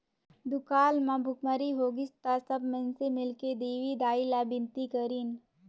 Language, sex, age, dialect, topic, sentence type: Chhattisgarhi, female, 18-24, Northern/Bhandar, agriculture, statement